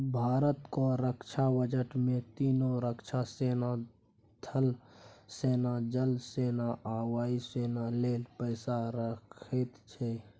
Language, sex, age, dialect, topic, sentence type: Maithili, male, 46-50, Bajjika, banking, statement